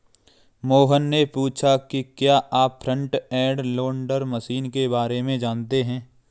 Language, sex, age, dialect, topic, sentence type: Hindi, male, 25-30, Kanauji Braj Bhasha, agriculture, statement